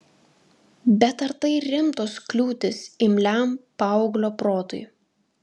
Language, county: Lithuanian, Vilnius